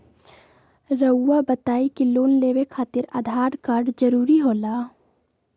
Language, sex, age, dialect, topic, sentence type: Magahi, female, 18-24, Southern, banking, question